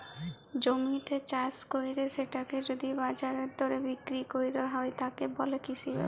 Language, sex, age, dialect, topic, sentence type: Bengali, female, 31-35, Jharkhandi, agriculture, statement